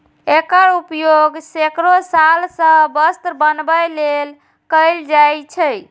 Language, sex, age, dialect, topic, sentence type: Maithili, female, 36-40, Eastern / Thethi, agriculture, statement